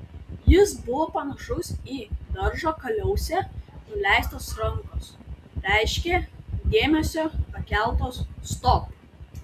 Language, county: Lithuanian, Tauragė